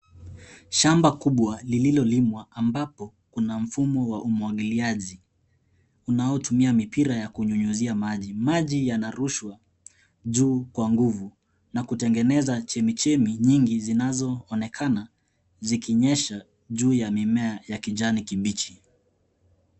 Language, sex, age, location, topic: Swahili, male, 18-24, Nairobi, agriculture